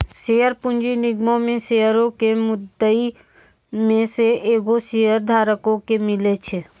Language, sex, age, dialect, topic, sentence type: Maithili, female, 18-24, Angika, banking, statement